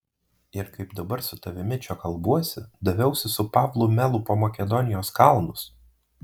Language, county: Lithuanian, Marijampolė